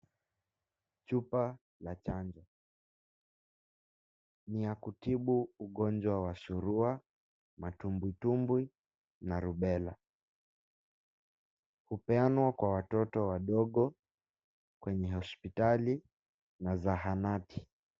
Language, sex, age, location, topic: Swahili, male, 18-24, Mombasa, health